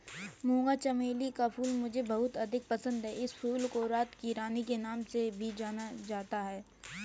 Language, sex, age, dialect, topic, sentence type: Hindi, female, 18-24, Kanauji Braj Bhasha, agriculture, statement